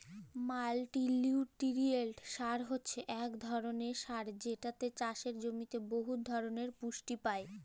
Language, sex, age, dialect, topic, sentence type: Bengali, female, <18, Jharkhandi, agriculture, statement